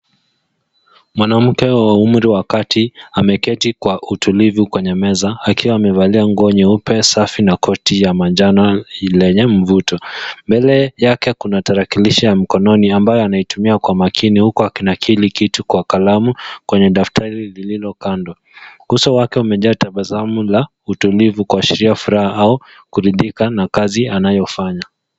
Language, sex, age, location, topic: Swahili, male, 18-24, Nairobi, education